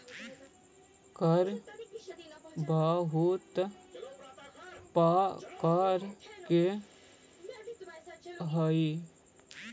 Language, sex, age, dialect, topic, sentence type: Magahi, male, 31-35, Central/Standard, agriculture, statement